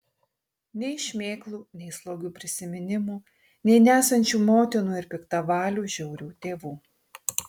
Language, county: Lithuanian, Tauragė